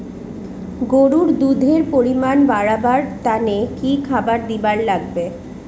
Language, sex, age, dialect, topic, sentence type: Bengali, female, 36-40, Rajbangshi, agriculture, question